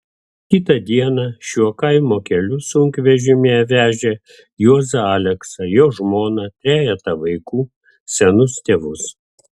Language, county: Lithuanian, Vilnius